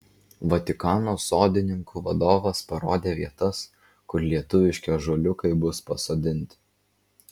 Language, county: Lithuanian, Vilnius